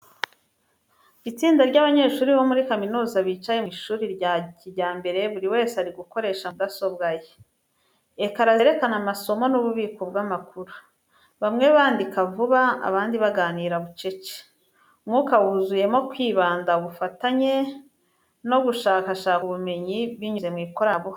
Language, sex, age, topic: Kinyarwanda, female, 25-35, education